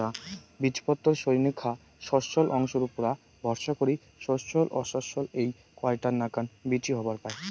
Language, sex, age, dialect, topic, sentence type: Bengali, male, 18-24, Rajbangshi, agriculture, statement